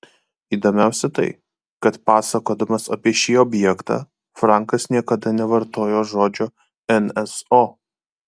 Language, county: Lithuanian, Kaunas